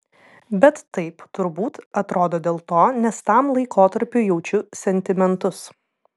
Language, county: Lithuanian, Vilnius